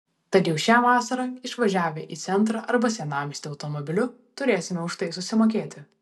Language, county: Lithuanian, Vilnius